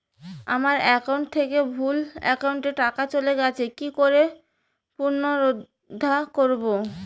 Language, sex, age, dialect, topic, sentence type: Bengali, female, 25-30, Rajbangshi, banking, question